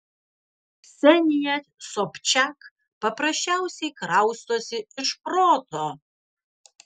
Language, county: Lithuanian, Vilnius